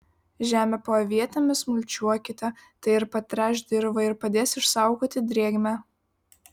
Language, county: Lithuanian, Vilnius